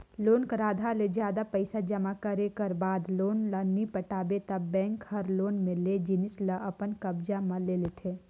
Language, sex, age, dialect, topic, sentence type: Chhattisgarhi, female, 18-24, Northern/Bhandar, banking, statement